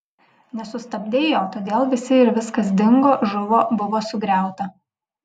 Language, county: Lithuanian, Vilnius